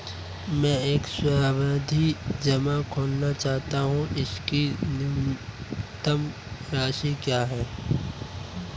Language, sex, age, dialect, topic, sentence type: Hindi, male, 18-24, Marwari Dhudhari, banking, question